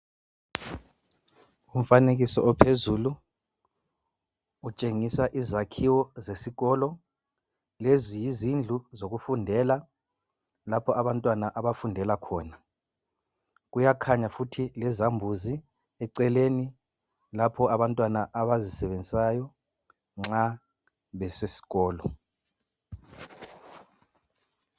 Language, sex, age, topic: North Ndebele, male, 25-35, education